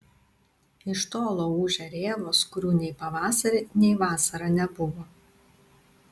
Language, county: Lithuanian, Tauragė